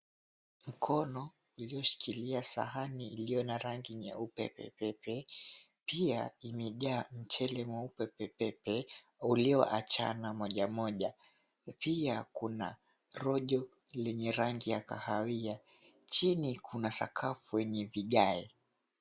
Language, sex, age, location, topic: Swahili, male, 18-24, Mombasa, agriculture